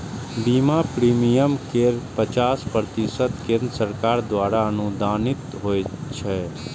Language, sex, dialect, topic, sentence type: Maithili, male, Eastern / Thethi, agriculture, statement